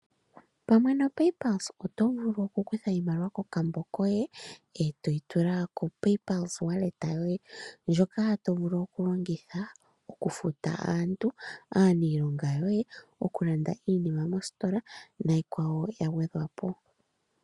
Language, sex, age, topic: Oshiwambo, female, 25-35, finance